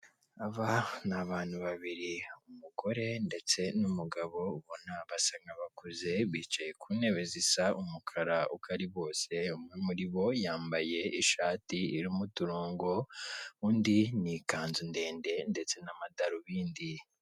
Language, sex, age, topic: Kinyarwanda, male, 18-24, government